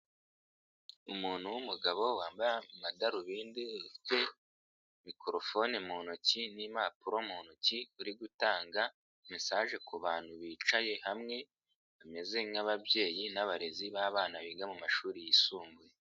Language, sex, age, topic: Kinyarwanda, male, 25-35, education